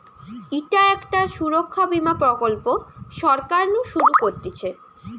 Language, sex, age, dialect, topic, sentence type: Bengali, female, <18, Western, banking, statement